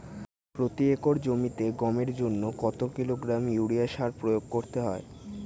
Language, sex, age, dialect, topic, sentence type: Bengali, male, 18-24, Standard Colloquial, agriculture, question